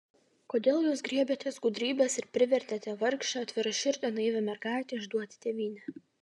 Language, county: Lithuanian, Vilnius